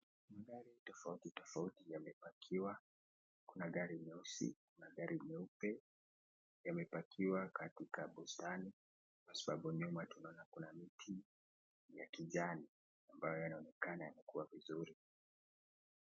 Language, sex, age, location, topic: Swahili, male, 18-24, Nakuru, finance